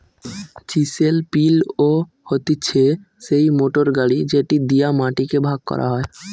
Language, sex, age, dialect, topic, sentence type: Bengali, male, 18-24, Western, agriculture, statement